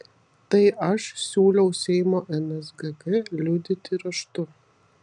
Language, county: Lithuanian, Vilnius